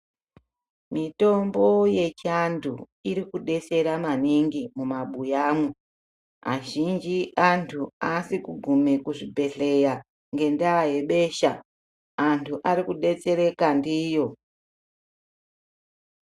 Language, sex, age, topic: Ndau, male, 50+, health